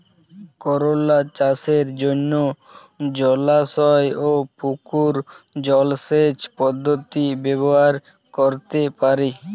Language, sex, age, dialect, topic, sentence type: Bengali, male, 18-24, Standard Colloquial, agriculture, question